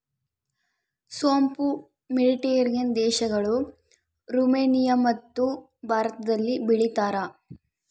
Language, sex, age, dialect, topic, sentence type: Kannada, female, 60-100, Central, agriculture, statement